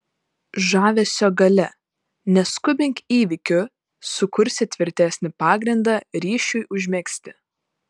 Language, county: Lithuanian, Panevėžys